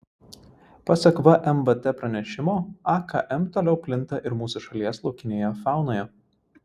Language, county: Lithuanian, Vilnius